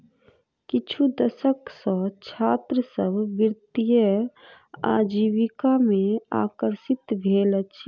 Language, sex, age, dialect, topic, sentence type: Maithili, female, 36-40, Southern/Standard, banking, statement